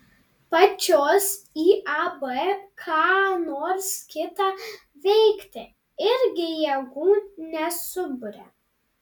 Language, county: Lithuanian, Panevėžys